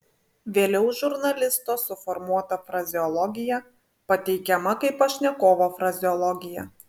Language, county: Lithuanian, Vilnius